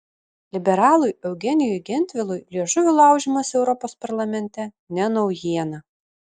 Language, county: Lithuanian, Šiauliai